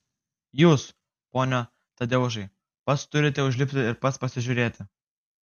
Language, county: Lithuanian, Kaunas